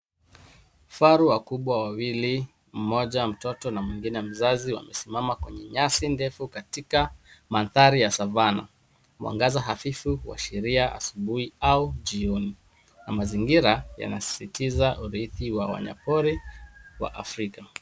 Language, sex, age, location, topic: Swahili, male, 36-49, Nairobi, government